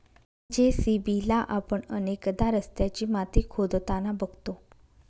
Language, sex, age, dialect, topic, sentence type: Marathi, female, 31-35, Northern Konkan, agriculture, statement